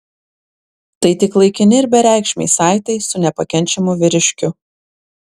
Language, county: Lithuanian, Vilnius